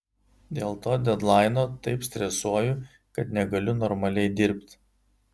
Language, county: Lithuanian, Vilnius